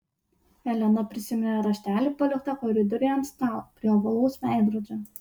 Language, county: Lithuanian, Utena